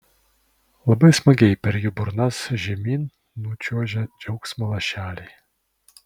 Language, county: Lithuanian, Vilnius